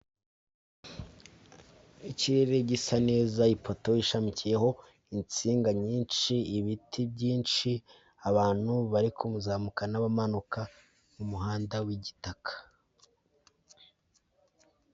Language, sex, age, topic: Kinyarwanda, male, 18-24, government